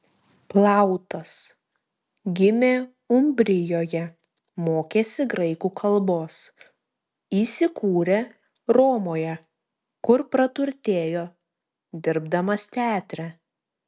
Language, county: Lithuanian, Klaipėda